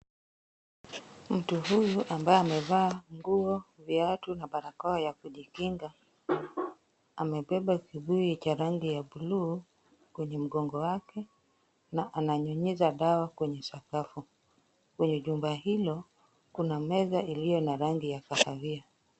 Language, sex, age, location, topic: Swahili, female, 36-49, Kisumu, health